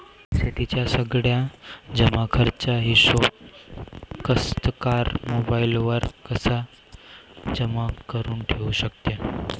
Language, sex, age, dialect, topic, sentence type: Marathi, male, 18-24, Varhadi, agriculture, question